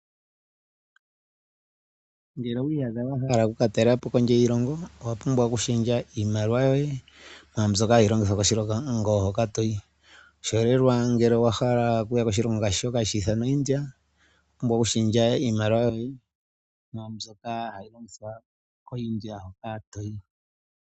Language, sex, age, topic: Oshiwambo, male, 36-49, finance